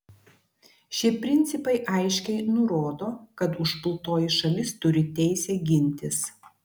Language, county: Lithuanian, Klaipėda